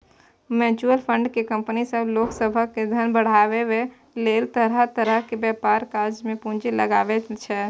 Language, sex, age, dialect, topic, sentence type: Maithili, female, 18-24, Bajjika, banking, statement